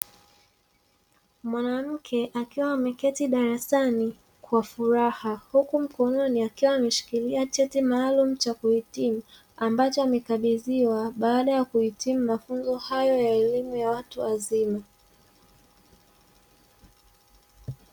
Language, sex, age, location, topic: Swahili, female, 36-49, Dar es Salaam, education